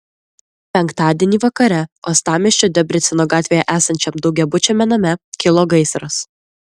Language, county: Lithuanian, Klaipėda